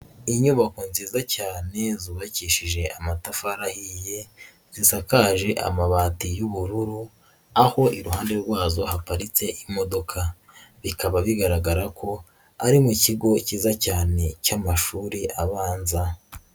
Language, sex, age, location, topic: Kinyarwanda, female, 18-24, Nyagatare, education